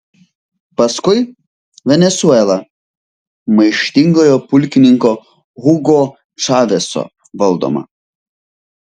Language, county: Lithuanian, Vilnius